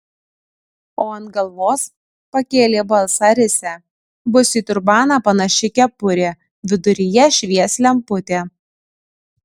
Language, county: Lithuanian, Kaunas